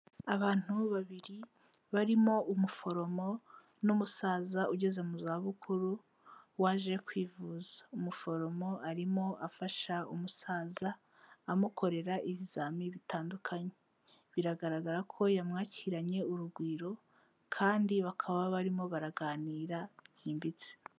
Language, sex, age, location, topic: Kinyarwanda, female, 18-24, Kigali, health